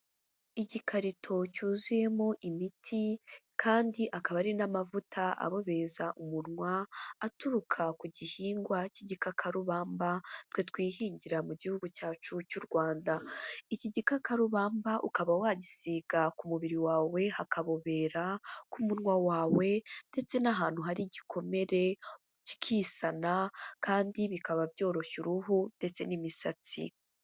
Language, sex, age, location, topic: Kinyarwanda, female, 25-35, Huye, health